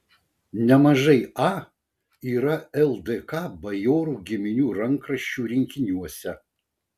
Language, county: Lithuanian, Vilnius